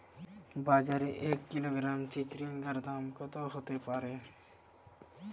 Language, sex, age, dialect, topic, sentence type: Bengali, male, <18, Western, agriculture, question